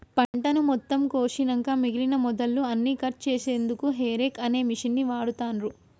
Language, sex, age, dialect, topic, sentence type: Telugu, female, 18-24, Telangana, agriculture, statement